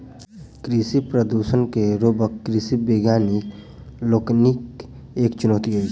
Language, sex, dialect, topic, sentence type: Maithili, male, Southern/Standard, agriculture, statement